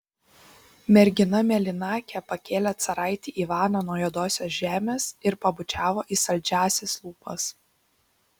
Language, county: Lithuanian, Šiauliai